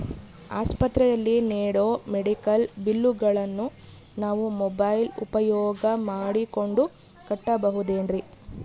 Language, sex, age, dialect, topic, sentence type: Kannada, female, 25-30, Central, banking, question